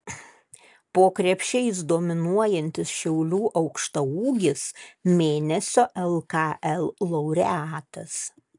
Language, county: Lithuanian, Kaunas